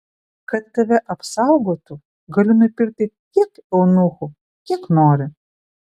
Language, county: Lithuanian, Vilnius